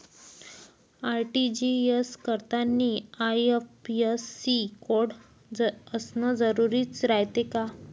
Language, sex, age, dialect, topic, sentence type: Marathi, female, 25-30, Varhadi, banking, question